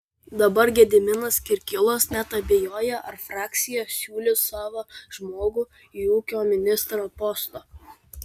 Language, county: Lithuanian, Vilnius